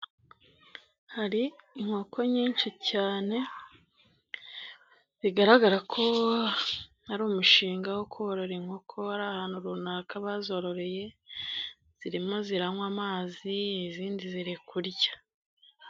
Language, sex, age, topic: Kinyarwanda, female, 25-35, agriculture